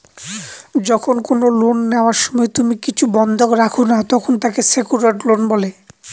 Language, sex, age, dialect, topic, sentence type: Bengali, male, 25-30, Northern/Varendri, banking, statement